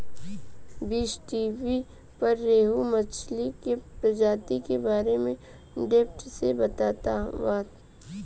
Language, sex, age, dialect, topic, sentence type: Bhojpuri, female, 25-30, Southern / Standard, agriculture, question